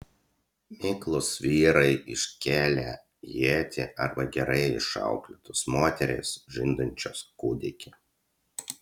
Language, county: Lithuanian, Utena